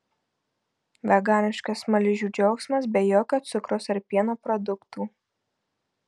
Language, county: Lithuanian, Marijampolė